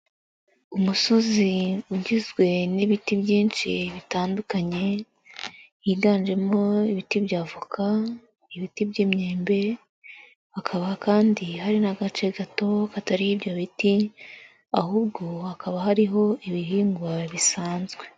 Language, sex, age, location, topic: Kinyarwanda, female, 25-35, Nyagatare, agriculture